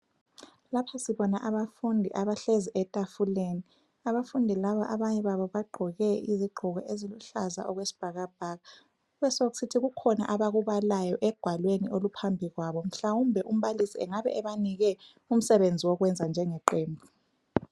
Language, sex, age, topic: North Ndebele, female, 25-35, education